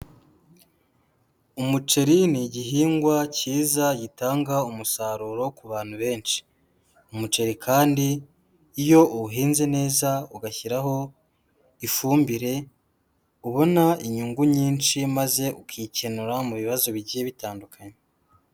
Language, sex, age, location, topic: Kinyarwanda, female, 18-24, Huye, agriculture